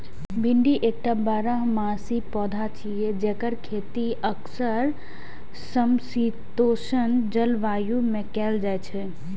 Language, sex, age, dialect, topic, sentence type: Maithili, female, 18-24, Eastern / Thethi, agriculture, statement